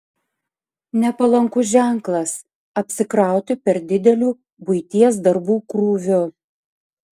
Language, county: Lithuanian, Panevėžys